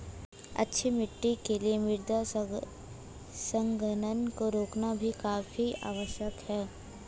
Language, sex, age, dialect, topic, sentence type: Hindi, female, 18-24, Hindustani Malvi Khadi Boli, agriculture, statement